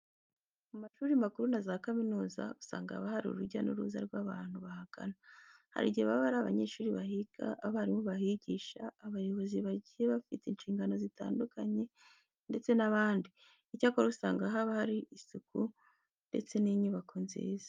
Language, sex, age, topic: Kinyarwanda, female, 25-35, education